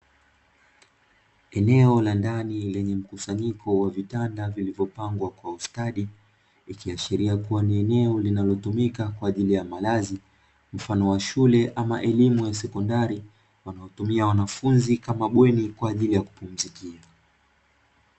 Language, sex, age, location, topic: Swahili, male, 18-24, Dar es Salaam, education